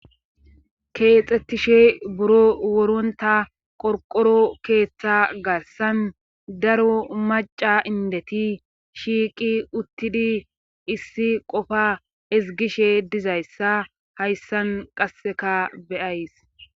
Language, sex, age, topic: Gamo, female, 25-35, government